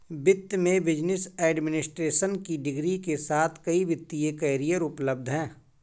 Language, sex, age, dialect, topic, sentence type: Hindi, male, 41-45, Awadhi Bundeli, banking, statement